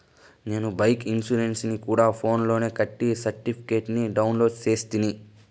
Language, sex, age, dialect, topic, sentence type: Telugu, male, 25-30, Southern, banking, statement